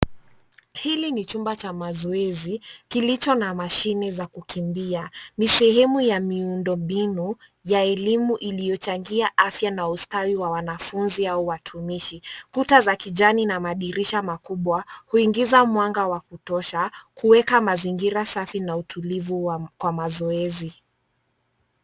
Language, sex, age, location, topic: Swahili, female, 25-35, Nairobi, education